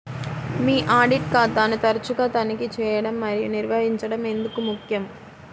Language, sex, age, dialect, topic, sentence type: Telugu, female, 51-55, Central/Coastal, banking, question